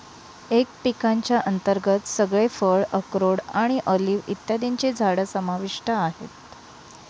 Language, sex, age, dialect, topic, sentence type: Marathi, female, 31-35, Northern Konkan, agriculture, statement